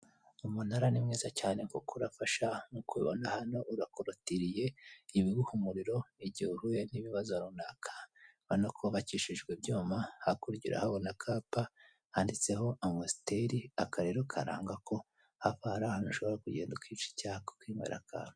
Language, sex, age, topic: Kinyarwanda, male, 25-35, government